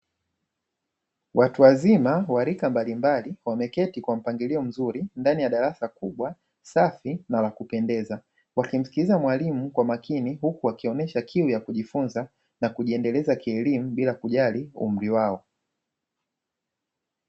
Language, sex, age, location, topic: Swahili, male, 25-35, Dar es Salaam, education